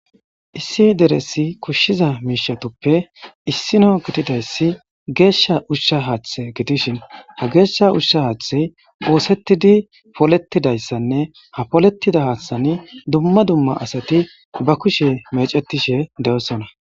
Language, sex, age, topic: Gamo, male, 18-24, government